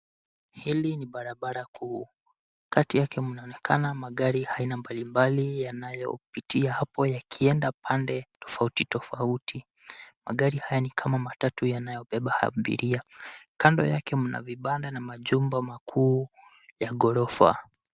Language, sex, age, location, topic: Swahili, male, 18-24, Nairobi, government